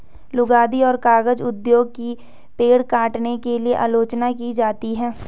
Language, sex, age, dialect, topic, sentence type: Hindi, female, 18-24, Hindustani Malvi Khadi Boli, agriculture, statement